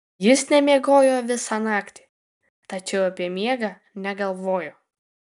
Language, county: Lithuanian, Kaunas